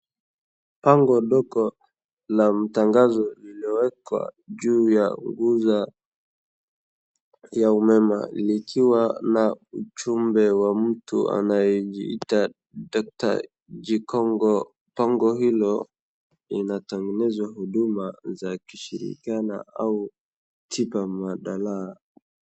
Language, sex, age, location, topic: Swahili, male, 18-24, Wajir, health